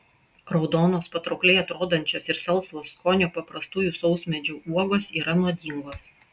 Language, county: Lithuanian, Klaipėda